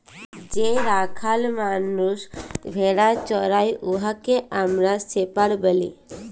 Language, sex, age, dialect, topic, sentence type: Bengali, female, 18-24, Jharkhandi, agriculture, statement